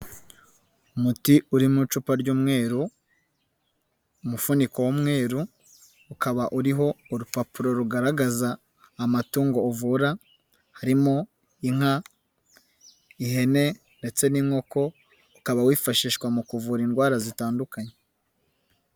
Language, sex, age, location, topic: Kinyarwanda, male, 18-24, Nyagatare, health